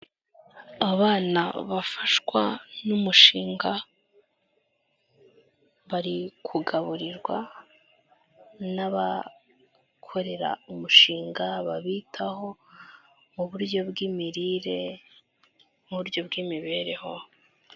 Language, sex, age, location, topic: Kinyarwanda, female, 18-24, Kigali, health